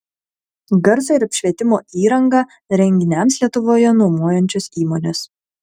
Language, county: Lithuanian, Kaunas